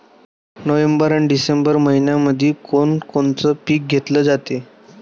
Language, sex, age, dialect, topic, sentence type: Marathi, male, 18-24, Varhadi, agriculture, question